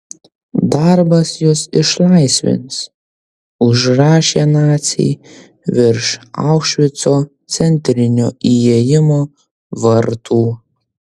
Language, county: Lithuanian, Kaunas